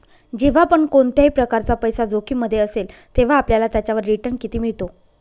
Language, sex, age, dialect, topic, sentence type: Marathi, female, 36-40, Northern Konkan, banking, statement